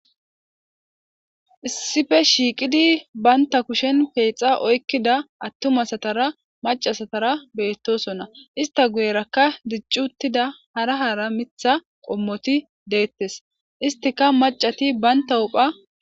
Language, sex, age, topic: Gamo, female, 18-24, government